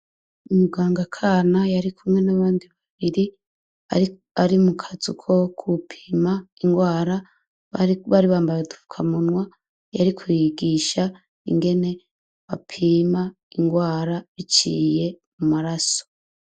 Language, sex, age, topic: Rundi, female, 36-49, education